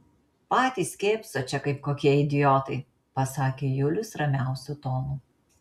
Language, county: Lithuanian, Marijampolė